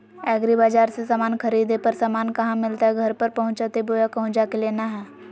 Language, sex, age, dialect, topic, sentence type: Magahi, female, 25-30, Southern, agriculture, question